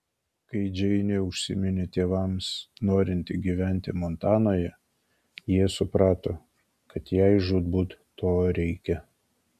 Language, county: Lithuanian, Kaunas